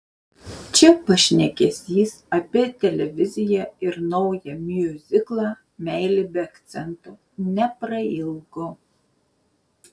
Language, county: Lithuanian, Šiauliai